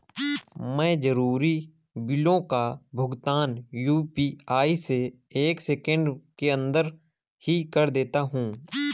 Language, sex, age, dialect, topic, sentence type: Hindi, male, 18-24, Awadhi Bundeli, banking, statement